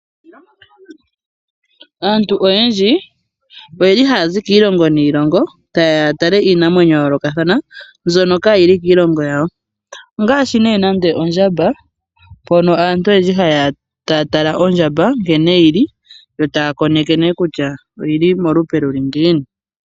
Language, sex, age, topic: Oshiwambo, female, 25-35, agriculture